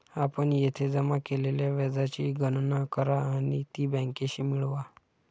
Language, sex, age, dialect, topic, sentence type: Marathi, male, 51-55, Standard Marathi, banking, statement